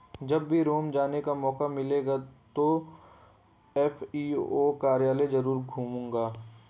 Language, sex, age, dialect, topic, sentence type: Hindi, male, 18-24, Hindustani Malvi Khadi Boli, agriculture, statement